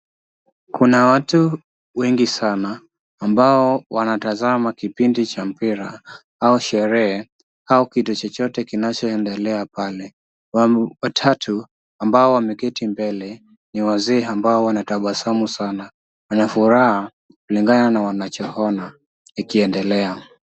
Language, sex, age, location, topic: Swahili, male, 25-35, Kisumu, government